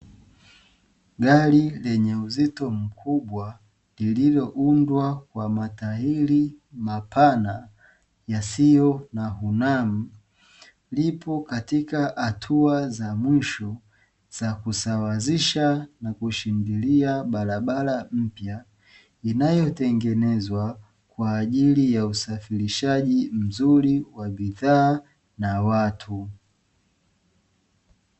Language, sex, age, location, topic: Swahili, male, 25-35, Dar es Salaam, government